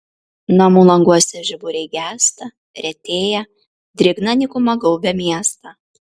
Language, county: Lithuanian, Kaunas